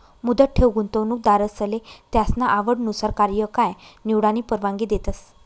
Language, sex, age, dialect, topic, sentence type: Marathi, female, 25-30, Northern Konkan, banking, statement